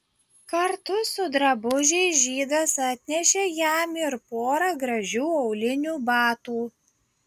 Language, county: Lithuanian, Klaipėda